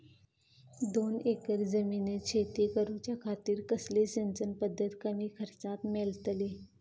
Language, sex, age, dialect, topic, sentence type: Marathi, female, 25-30, Southern Konkan, agriculture, question